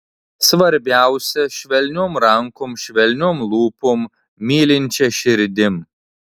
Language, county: Lithuanian, Tauragė